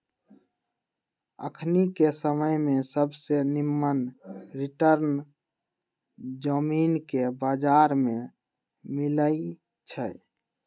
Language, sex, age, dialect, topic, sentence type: Magahi, male, 18-24, Western, banking, statement